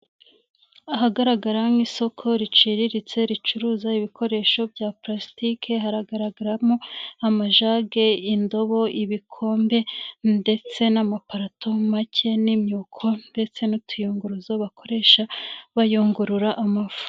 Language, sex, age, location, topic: Kinyarwanda, female, 25-35, Nyagatare, finance